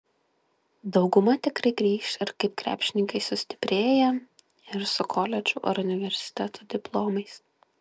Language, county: Lithuanian, Klaipėda